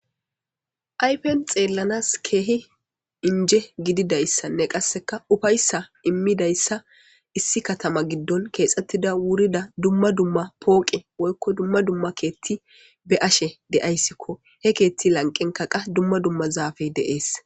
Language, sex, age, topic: Gamo, female, 18-24, government